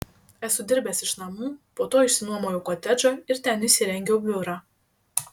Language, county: Lithuanian, Šiauliai